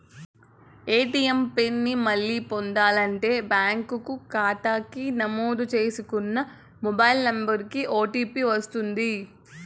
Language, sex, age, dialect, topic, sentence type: Telugu, female, 18-24, Southern, banking, statement